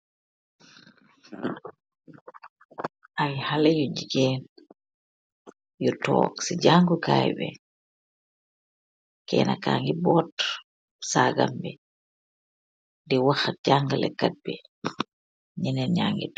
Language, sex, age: Wolof, female, 36-49